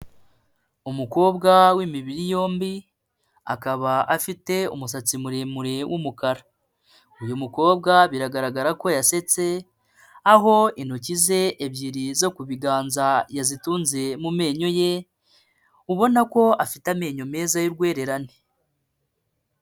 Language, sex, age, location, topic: Kinyarwanda, male, 25-35, Kigali, health